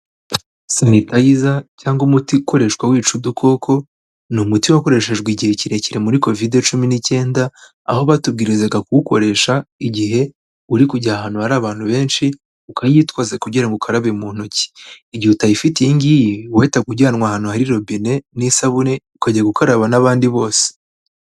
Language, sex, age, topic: Kinyarwanda, male, 18-24, health